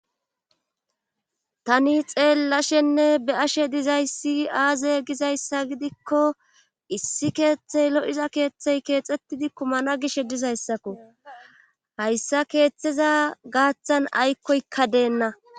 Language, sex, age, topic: Gamo, female, 25-35, government